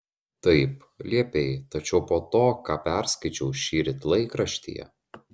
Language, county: Lithuanian, Šiauliai